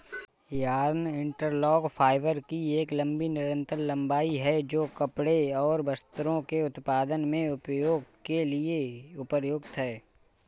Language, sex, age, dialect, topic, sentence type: Hindi, male, 18-24, Awadhi Bundeli, agriculture, statement